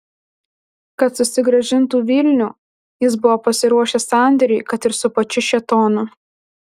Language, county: Lithuanian, Alytus